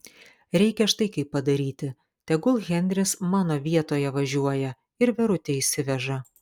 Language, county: Lithuanian, Kaunas